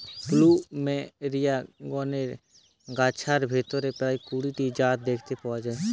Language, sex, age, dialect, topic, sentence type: Bengali, male, 18-24, Western, agriculture, statement